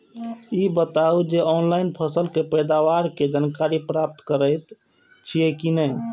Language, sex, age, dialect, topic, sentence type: Maithili, male, 25-30, Eastern / Thethi, agriculture, question